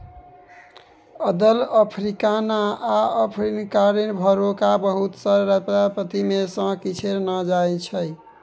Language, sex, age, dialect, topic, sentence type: Maithili, male, 18-24, Bajjika, agriculture, statement